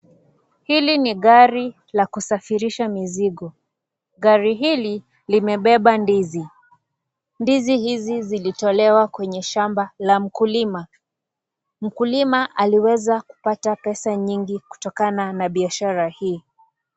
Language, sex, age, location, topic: Swahili, female, 25-35, Kisii, agriculture